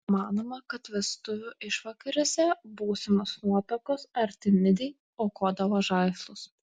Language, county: Lithuanian, Klaipėda